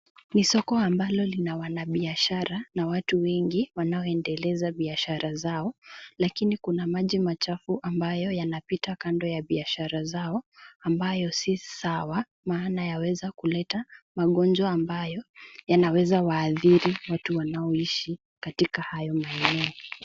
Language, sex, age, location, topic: Swahili, male, 18-24, Nairobi, government